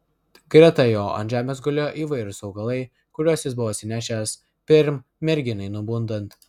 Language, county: Lithuanian, Vilnius